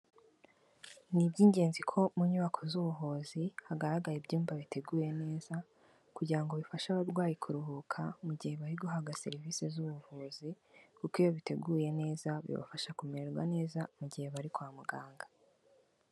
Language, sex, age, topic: Kinyarwanda, female, 18-24, health